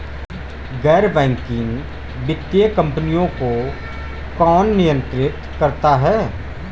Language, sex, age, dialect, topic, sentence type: Hindi, male, 18-24, Marwari Dhudhari, banking, question